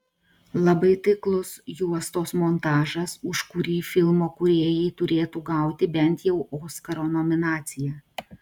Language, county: Lithuanian, Klaipėda